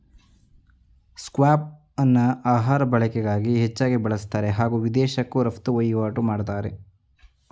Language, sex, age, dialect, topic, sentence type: Kannada, male, 18-24, Mysore Kannada, agriculture, statement